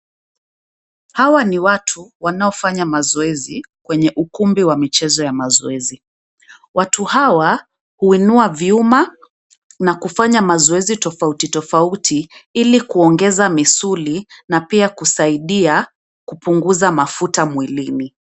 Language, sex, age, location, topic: Swahili, female, 25-35, Nairobi, education